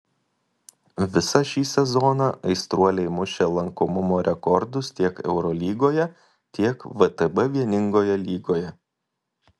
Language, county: Lithuanian, Kaunas